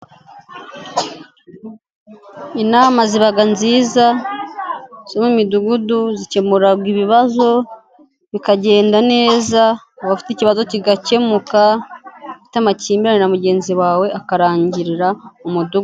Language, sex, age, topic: Kinyarwanda, female, 25-35, government